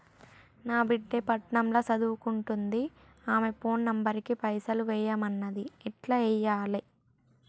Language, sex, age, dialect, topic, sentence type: Telugu, male, 56-60, Telangana, banking, question